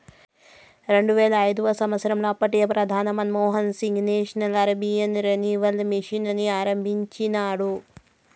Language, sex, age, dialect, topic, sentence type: Telugu, female, 31-35, Southern, banking, statement